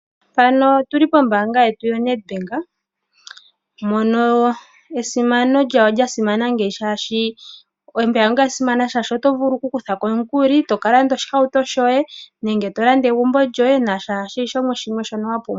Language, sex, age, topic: Oshiwambo, female, 25-35, finance